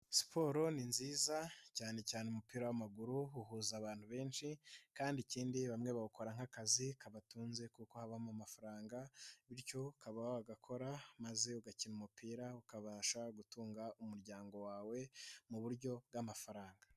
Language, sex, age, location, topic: Kinyarwanda, male, 25-35, Nyagatare, government